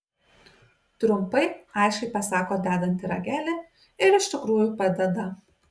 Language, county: Lithuanian, Kaunas